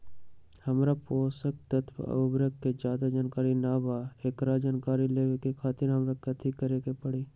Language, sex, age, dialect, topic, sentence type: Magahi, male, 18-24, Western, agriculture, question